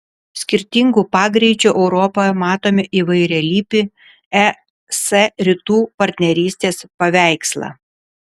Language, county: Lithuanian, Vilnius